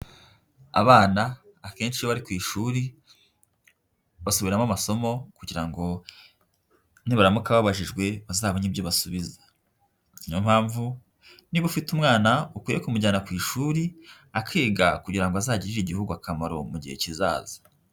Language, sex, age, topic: Kinyarwanda, female, 18-24, education